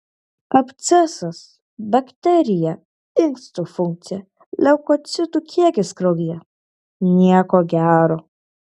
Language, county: Lithuanian, Klaipėda